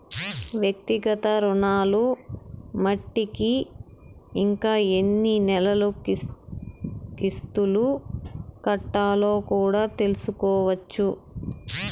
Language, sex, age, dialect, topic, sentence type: Telugu, male, 46-50, Southern, banking, statement